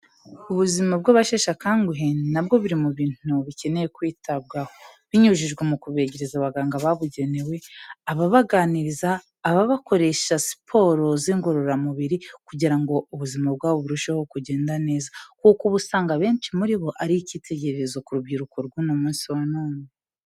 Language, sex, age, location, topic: Kinyarwanda, female, 18-24, Kigali, health